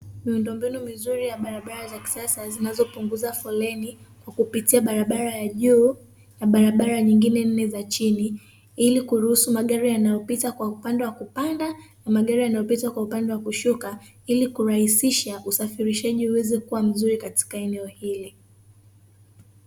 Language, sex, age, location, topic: Swahili, female, 18-24, Dar es Salaam, government